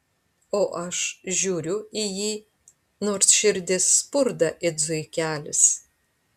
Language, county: Lithuanian, Panevėžys